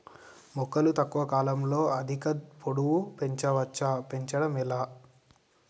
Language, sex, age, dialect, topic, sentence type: Telugu, male, 18-24, Telangana, agriculture, question